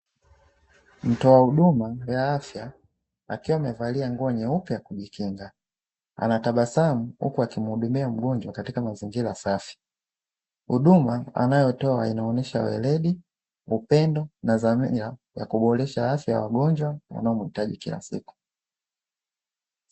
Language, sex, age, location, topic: Swahili, male, 25-35, Dar es Salaam, health